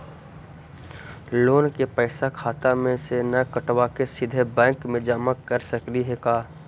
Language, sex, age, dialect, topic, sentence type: Magahi, male, 60-100, Central/Standard, banking, question